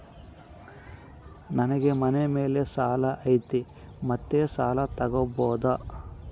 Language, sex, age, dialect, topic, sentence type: Kannada, male, 51-55, Central, banking, question